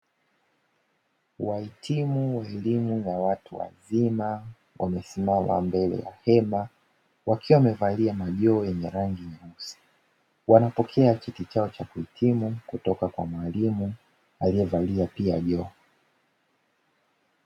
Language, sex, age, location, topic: Swahili, male, 18-24, Dar es Salaam, education